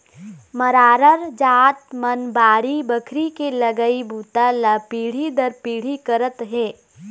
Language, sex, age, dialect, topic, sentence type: Chhattisgarhi, female, 18-24, Eastern, banking, statement